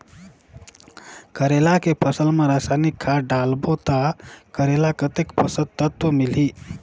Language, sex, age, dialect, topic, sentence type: Chhattisgarhi, male, 31-35, Northern/Bhandar, agriculture, question